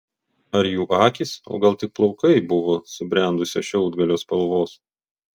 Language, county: Lithuanian, Vilnius